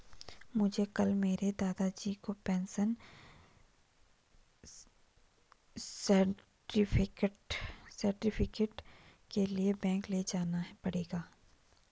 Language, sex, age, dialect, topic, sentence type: Hindi, female, 18-24, Garhwali, banking, statement